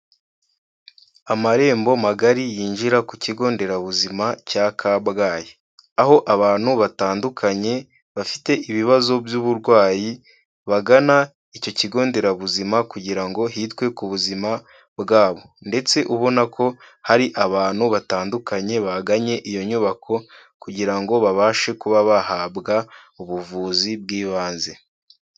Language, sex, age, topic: Kinyarwanda, male, 18-24, health